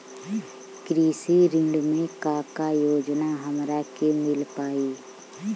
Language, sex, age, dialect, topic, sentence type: Bhojpuri, female, 31-35, Western, banking, question